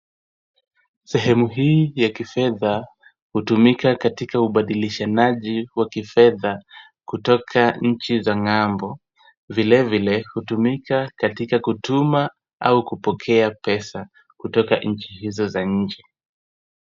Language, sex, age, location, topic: Swahili, male, 25-35, Kisumu, finance